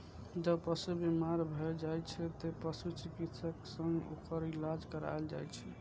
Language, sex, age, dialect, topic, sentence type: Maithili, male, 25-30, Eastern / Thethi, agriculture, statement